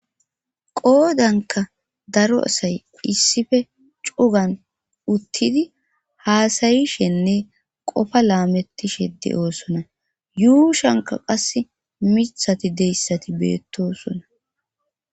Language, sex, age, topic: Gamo, female, 25-35, government